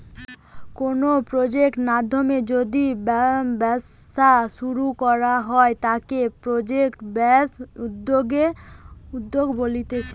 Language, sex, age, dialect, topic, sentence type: Bengali, female, 18-24, Western, banking, statement